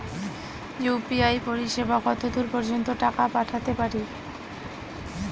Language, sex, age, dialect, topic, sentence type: Bengali, female, 18-24, Western, banking, question